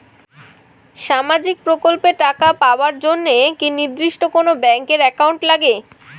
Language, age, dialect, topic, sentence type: Bengali, 18-24, Rajbangshi, banking, question